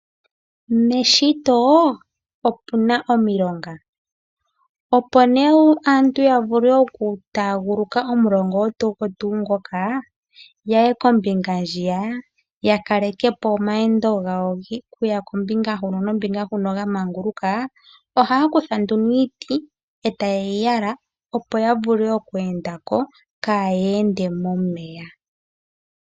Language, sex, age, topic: Oshiwambo, female, 18-24, agriculture